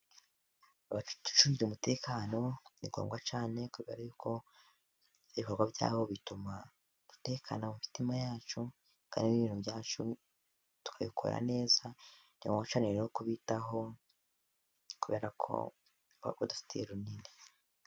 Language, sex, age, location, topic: Kinyarwanda, male, 18-24, Musanze, government